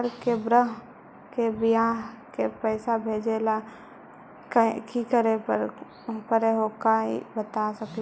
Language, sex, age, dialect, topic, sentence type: Magahi, female, 18-24, Central/Standard, banking, question